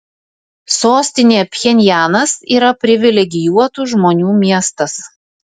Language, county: Lithuanian, Vilnius